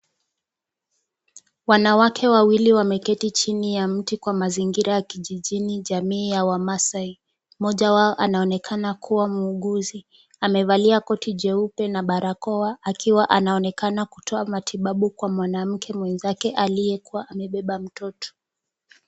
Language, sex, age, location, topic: Swahili, female, 18-24, Kisumu, health